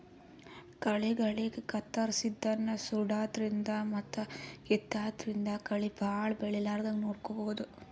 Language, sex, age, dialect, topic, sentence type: Kannada, female, 51-55, Northeastern, agriculture, statement